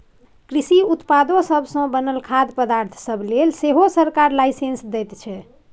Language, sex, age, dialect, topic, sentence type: Maithili, female, 51-55, Bajjika, agriculture, statement